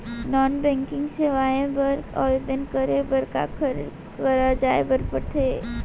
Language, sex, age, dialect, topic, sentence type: Chhattisgarhi, female, 18-24, Central, banking, question